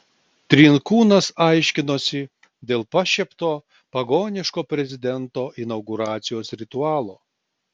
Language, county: Lithuanian, Klaipėda